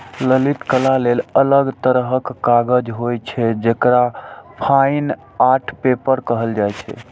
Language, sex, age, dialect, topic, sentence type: Maithili, male, 41-45, Eastern / Thethi, agriculture, statement